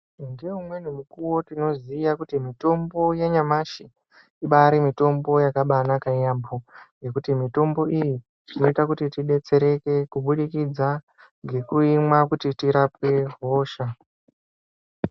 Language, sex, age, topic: Ndau, male, 25-35, health